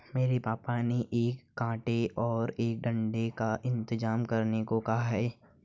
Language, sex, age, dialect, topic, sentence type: Hindi, male, 18-24, Marwari Dhudhari, agriculture, statement